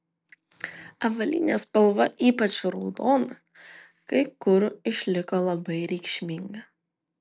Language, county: Lithuanian, Vilnius